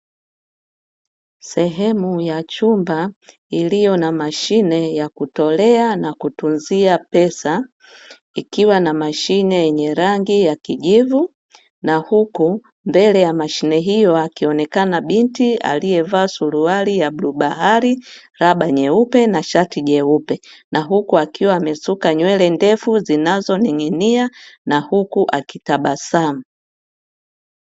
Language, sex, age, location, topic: Swahili, female, 36-49, Dar es Salaam, finance